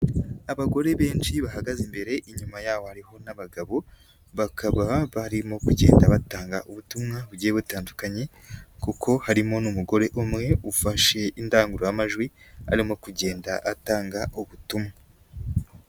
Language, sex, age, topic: Kinyarwanda, female, 18-24, government